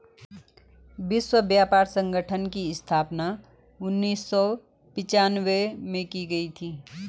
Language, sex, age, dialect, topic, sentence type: Hindi, female, 41-45, Garhwali, banking, statement